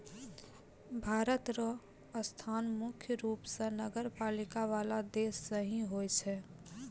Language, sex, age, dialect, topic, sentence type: Maithili, female, 18-24, Angika, banking, statement